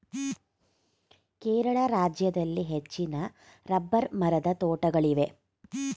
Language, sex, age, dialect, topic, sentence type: Kannada, female, 46-50, Mysore Kannada, agriculture, statement